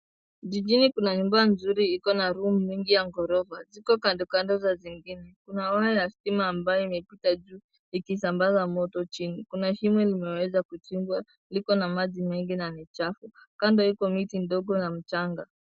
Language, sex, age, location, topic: Swahili, female, 18-24, Nairobi, government